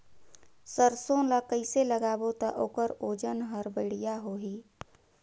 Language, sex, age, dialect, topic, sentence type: Chhattisgarhi, female, 31-35, Northern/Bhandar, agriculture, question